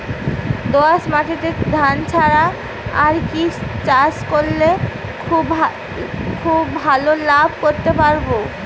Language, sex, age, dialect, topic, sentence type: Bengali, female, 25-30, Rajbangshi, agriculture, question